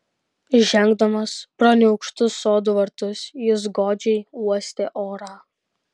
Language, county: Lithuanian, Kaunas